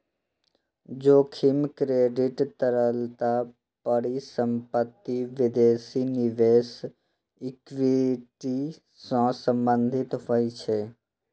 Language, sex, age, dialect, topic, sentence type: Maithili, male, 25-30, Eastern / Thethi, banking, statement